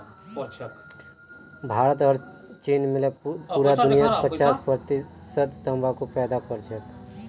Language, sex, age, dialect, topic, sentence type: Magahi, male, 31-35, Northeastern/Surjapuri, agriculture, statement